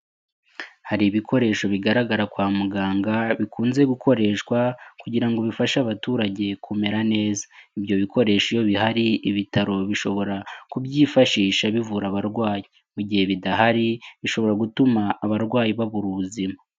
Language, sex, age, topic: Kinyarwanda, male, 18-24, health